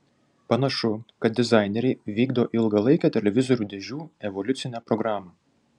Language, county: Lithuanian, Vilnius